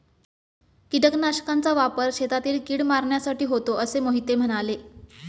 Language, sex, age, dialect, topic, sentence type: Marathi, female, 25-30, Standard Marathi, agriculture, statement